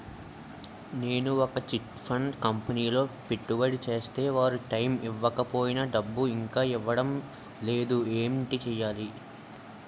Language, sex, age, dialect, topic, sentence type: Telugu, male, 18-24, Utterandhra, banking, question